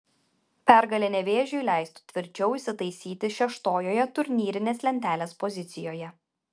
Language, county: Lithuanian, Vilnius